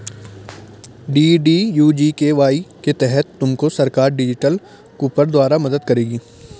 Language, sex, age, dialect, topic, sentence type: Hindi, male, 18-24, Garhwali, banking, statement